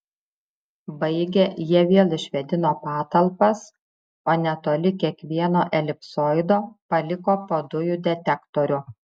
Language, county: Lithuanian, Šiauliai